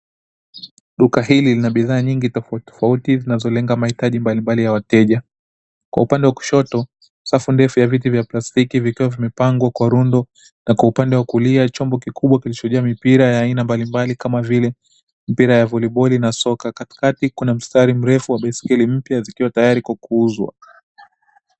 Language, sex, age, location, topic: Swahili, male, 25-35, Dar es Salaam, finance